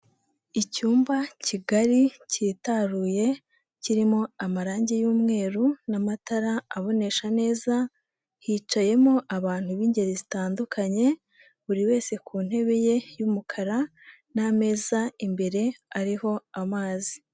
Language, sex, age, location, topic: Kinyarwanda, female, 18-24, Nyagatare, health